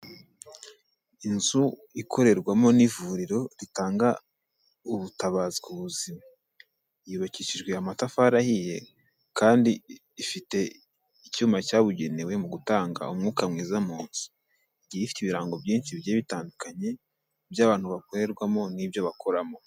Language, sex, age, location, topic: Kinyarwanda, male, 18-24, Kigali, health